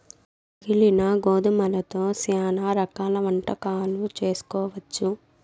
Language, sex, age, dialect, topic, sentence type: Telugu, female, 18-24, Southern, agriculture, statement